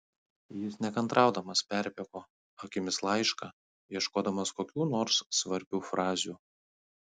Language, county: Lithuanian, Kaunas